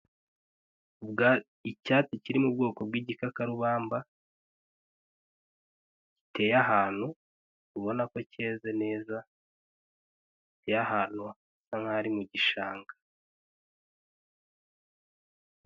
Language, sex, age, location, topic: Kinyarwanda, male, 18-24, Huye, health